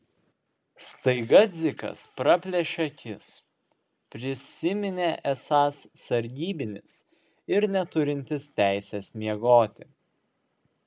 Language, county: Lithuanian, Vilnius